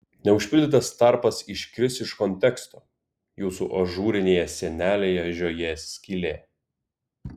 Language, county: Lithuanian, Kaunas